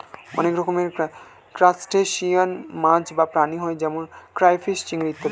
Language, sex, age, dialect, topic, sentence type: Bengali, male, 18-24, Standard Colloquial, agriculture, statement